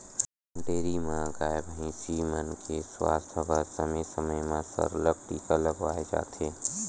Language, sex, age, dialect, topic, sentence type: Chhattisgarhi, male, 18-24, Western/Budati/Khatahi, agriculture, statement